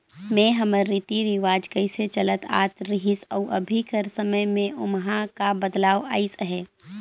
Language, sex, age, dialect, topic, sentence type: Chhattisgarhi, female, 18-24, Northern/Bhandar, banking, statement